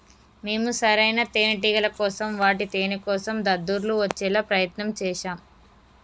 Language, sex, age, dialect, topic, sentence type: Telugu, female, 25-30, Telangana, agriculture, statement